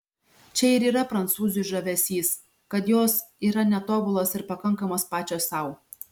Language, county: Lithuanian, Šiauliai